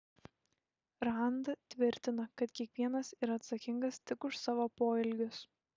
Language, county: Lithuanian, Šiauliai